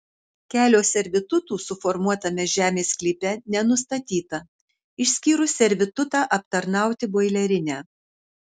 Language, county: Lithuanian, Kaunas